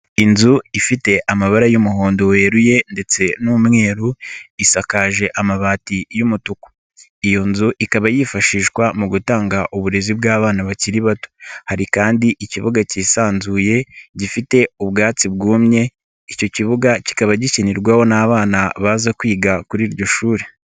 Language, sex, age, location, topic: Kinyarwanda, male, 25-35, Nyagatare, education